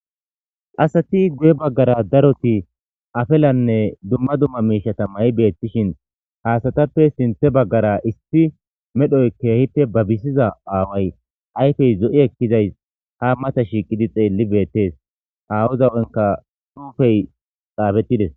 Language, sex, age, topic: Gamo, male, 25-35, government